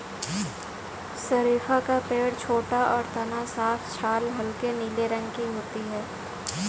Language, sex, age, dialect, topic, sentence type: Hindi, female, 18-24, Kanauji Braj Bhasha, agriculture, statement